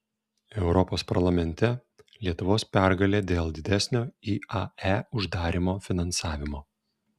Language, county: Lithuanian, Šiauliai